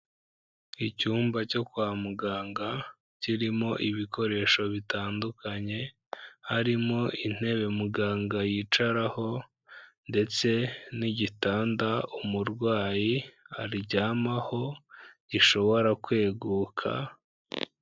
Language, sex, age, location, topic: Kinyarwanda, female, 25-35, Kigali, health